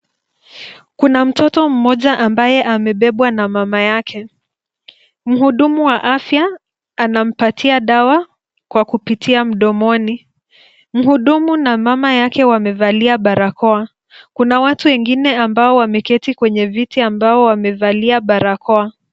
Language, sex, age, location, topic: Swahili, female, 25-35, Nairobi, health